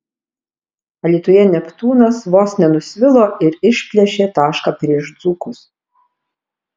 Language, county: Lithuanian, Alytus